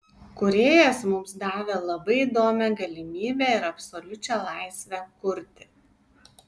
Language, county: Lithuanian, Kaunas